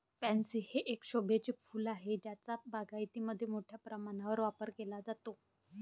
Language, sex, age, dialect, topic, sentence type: Marathi, female, 25-30, Varhadi, agriculture, statement